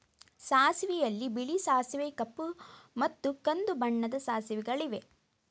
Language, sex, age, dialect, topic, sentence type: Kannada, female, 18-24, Mysore Kannada, agriculture, statement